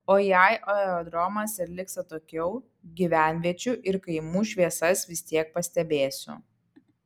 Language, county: Lithuanian, Kaunas